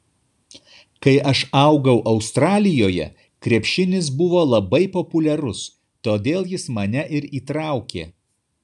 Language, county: Lithuanian, Kaunas